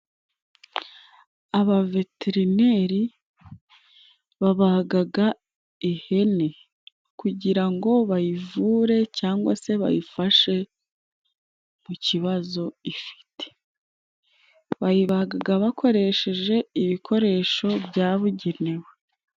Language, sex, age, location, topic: Kinyarwanda, female, 25-35, Musanze, agriculture